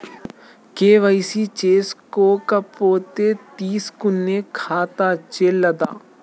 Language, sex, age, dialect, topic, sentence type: Telugu, male, 18-24, Telangana, banking, question